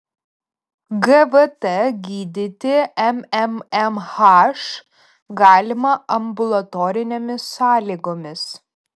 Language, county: Lithuanian, Vilnius